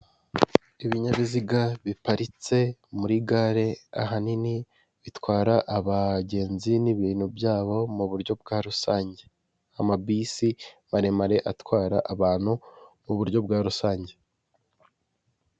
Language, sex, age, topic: Kinyarwanda, male, 18-24, government